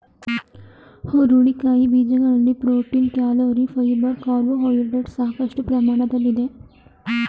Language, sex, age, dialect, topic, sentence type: Kannada, female, 36-40, Mysore Kannada, agriculture, statement